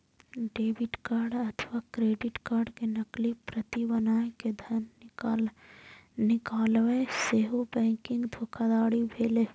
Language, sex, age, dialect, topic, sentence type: Maithili, female, 18-24, Eastern / Thethi, banking, statement